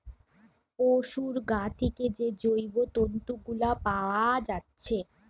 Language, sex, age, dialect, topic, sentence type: Bengali, female, 25-30, Western, agriculture, statement